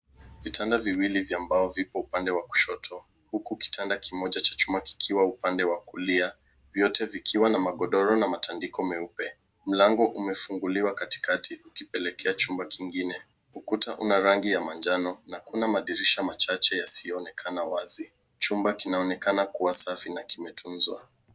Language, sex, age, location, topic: Swahili, male, 18-24, Nairobi, education